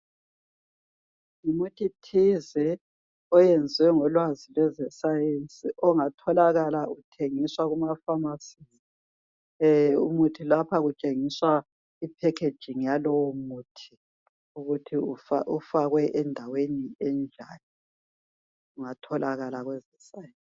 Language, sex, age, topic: North Ndebele, female, 50+, health